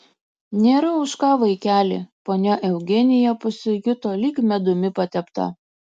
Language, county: Lithuanian, Kaunas